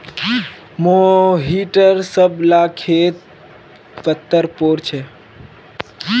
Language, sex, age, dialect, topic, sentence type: Magahi, male, 41-45, Northeastern/Surjapuri, banking, statement